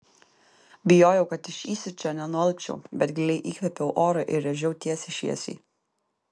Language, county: Lithuanian, Kaunas